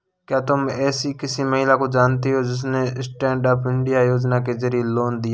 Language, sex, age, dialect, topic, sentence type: Hindi, male, 18-24, Marwari Dhudhari, banking, statement